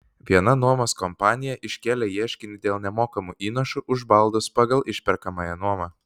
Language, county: Lithuanian, Vilnius